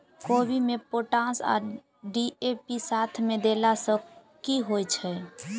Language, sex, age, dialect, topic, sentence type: Maithili, female, 18-24, Southern/Standard, agriculture, question